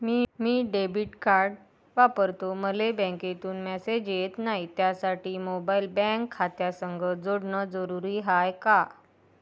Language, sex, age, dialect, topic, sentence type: Marathi, female, 18-24, Varhadi, banking, question